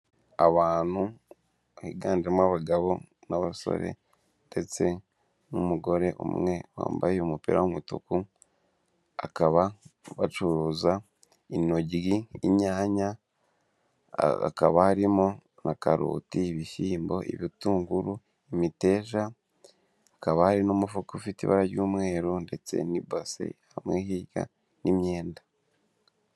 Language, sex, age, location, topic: Kinyarwanda, male, 18-24, Kigali, finance